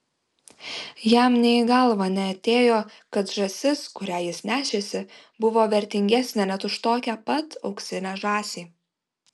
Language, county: Lithuanian, Vilnius